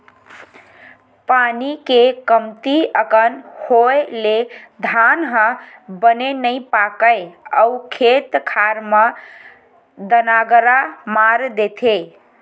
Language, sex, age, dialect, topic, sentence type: Chhattisgarhi, female, 25-30, Western/Budati/Khatahi, agriculture, statement